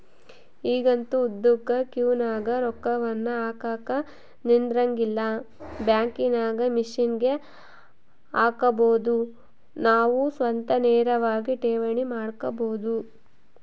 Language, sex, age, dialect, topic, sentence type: Kannada, female, 56-60, Central, banking, statement